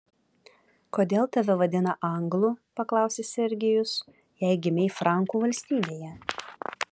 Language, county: Lithuanian, Vilnius